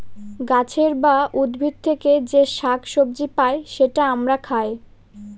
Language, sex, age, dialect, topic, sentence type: Bengali, female, 18-24, Northern/Varendri, agriculture, statement